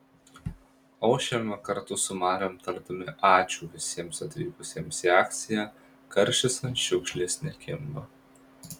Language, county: Lithuanian, Marijampolė